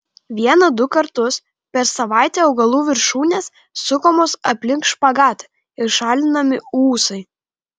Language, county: Lithuanian, Kaunas